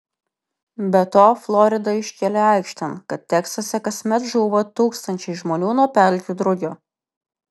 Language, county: Lithuanian, Vilnius